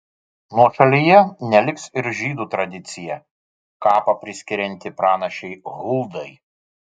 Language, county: Lithuanian, Vilnius